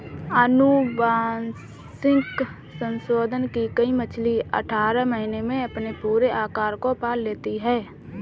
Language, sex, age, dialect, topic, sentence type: Hindi, female, 18-24, Awadhi Bundeli, agriculture, statement